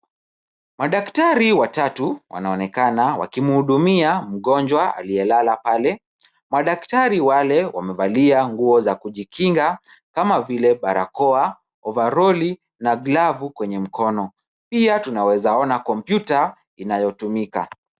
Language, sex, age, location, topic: Swahili, male, 25-35, Kisumu, health